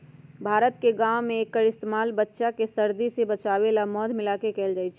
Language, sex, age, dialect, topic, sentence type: Magahi, female, 60-100, Western, agriculture, statement